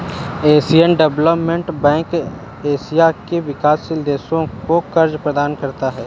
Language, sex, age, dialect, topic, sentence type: Hindi, male, 18-24, Awadhi Bundeli, banking, statement